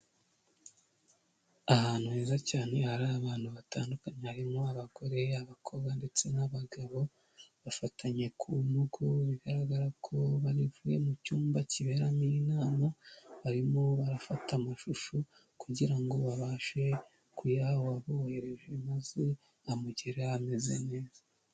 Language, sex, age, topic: Kinyarwanda, female, 18-24, health